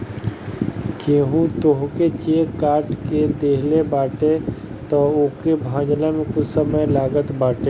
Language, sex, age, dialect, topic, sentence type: Bhojpuri, male, 25-30, Northern, banking, statement